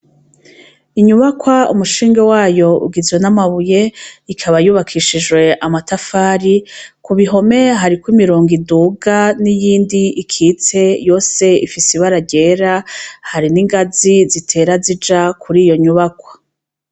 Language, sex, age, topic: Rundi, female, 36-49, education